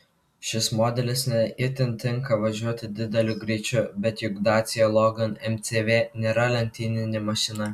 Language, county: Lithuanian, Kaunas